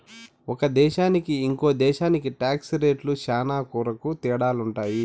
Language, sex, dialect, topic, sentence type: Telugu, male, Southern, banking, statement